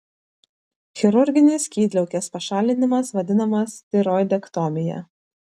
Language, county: Lithuanian, Vilnius